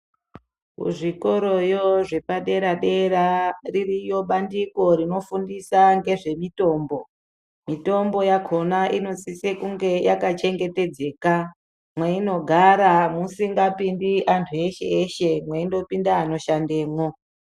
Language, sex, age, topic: Ndau, female, 25-35, education